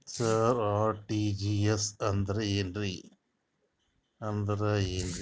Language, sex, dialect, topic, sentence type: Kannada, male, Northeastern, banking, question